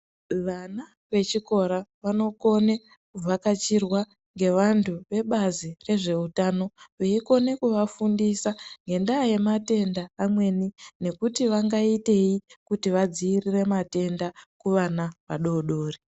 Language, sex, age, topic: Ndau, female, 18-24, health